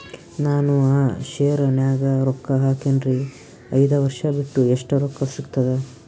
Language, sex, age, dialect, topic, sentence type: Kannada, male, 18-24, Northeastern, banking, question